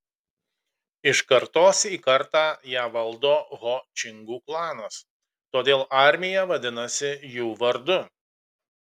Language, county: Lithuanian, Kaunas